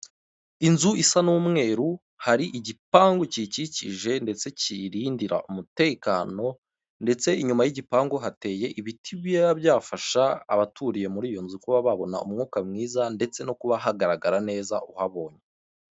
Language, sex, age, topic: Kinyarwanda, male, 25-35, government